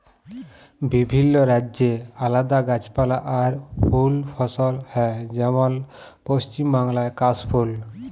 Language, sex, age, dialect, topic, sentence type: Bengali, male, 25-30, Jharkhandi, agriculture, statement